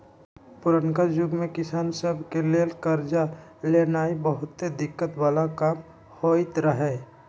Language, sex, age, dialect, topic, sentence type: Magahi, male, 60-100, Western, agriculture, statement